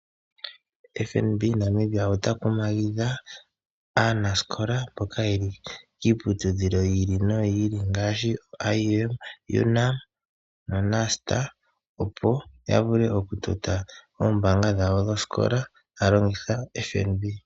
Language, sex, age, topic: Oshiwambo, male, 18-24, finance